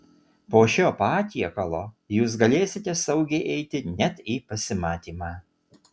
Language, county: Lithuanian, Utena